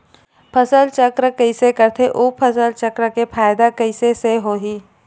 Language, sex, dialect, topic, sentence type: Chhattisgarhi, female, Western/Budati/Khatahi, agriculture, question